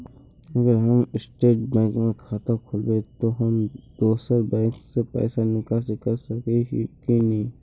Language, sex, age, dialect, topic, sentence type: Magahi, male, 51-55, Northeastern/Surjapuri, banking, question